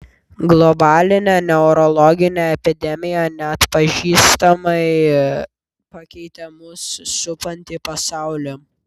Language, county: Lithuanian, Vilnius